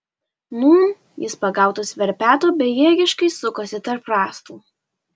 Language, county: Lithuanian, Alytus